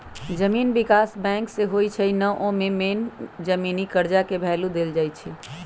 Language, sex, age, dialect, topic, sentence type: Magahi, male, 18-24, Western, banking, statement